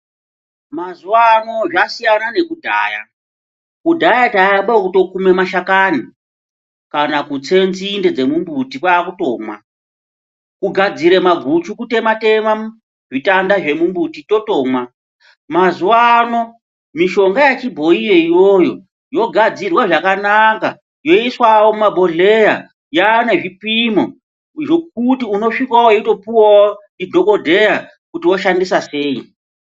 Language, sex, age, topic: Ndau, male, 36-49, health